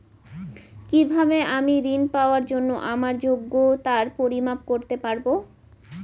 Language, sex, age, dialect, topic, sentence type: Bengali, female, 18-24, Rajbangshi, banking, question